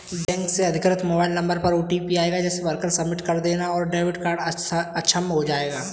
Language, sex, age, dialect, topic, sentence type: Hindi, male, 18-24, Kanauji Braj Bhasha, banking, statement